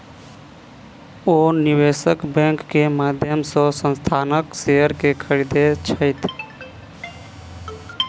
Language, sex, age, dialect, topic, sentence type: Maithili, male, 25-30, Southern/Standard, banking, statement